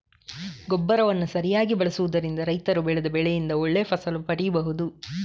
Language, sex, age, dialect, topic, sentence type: Kannada, male, 31-35, Coastal/Dakshin, agriculture, statement